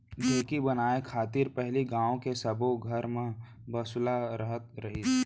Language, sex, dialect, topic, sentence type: Chhattisgarhi, male, Central, agriculture, statement